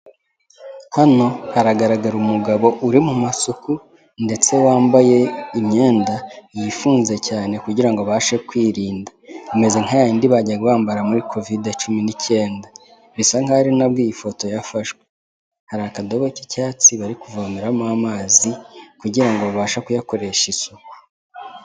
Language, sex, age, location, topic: Kinyarwanda, male, 18-24, Kigali, health